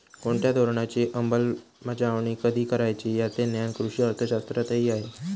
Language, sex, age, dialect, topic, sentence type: Marathi, male, 18-24, Standard Marathi, banking, statement